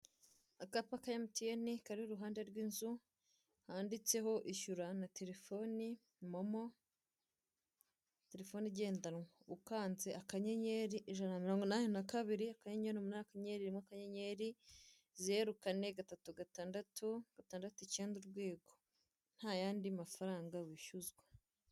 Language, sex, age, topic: Kinyarwanda, female, 18-24, finance